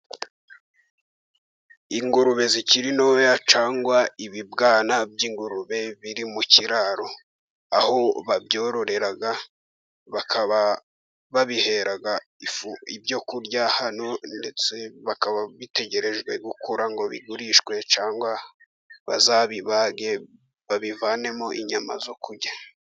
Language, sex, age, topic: Kinyarwanda, male, 18-24, agriculture